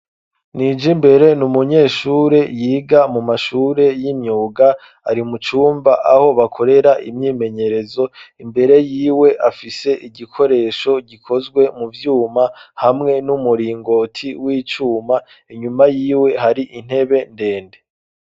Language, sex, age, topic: Rundi, male, 25-35, education